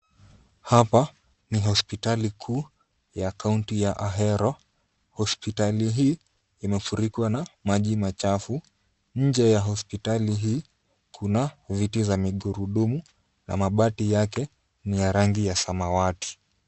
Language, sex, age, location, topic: Swahili, female, 25-35, Kisumu, health